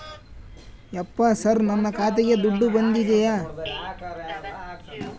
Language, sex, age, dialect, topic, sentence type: Kannada, male, 25-30, Central, banking, question